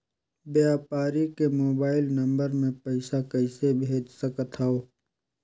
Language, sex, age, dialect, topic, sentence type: Chhattisgarhi, male, 25-30, Northern/Bhandar, banking, question